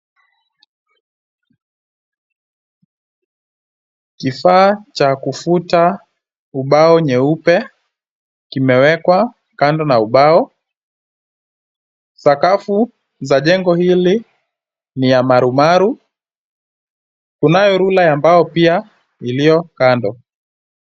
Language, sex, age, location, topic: Swahili, male, 25-35, Kisumu, education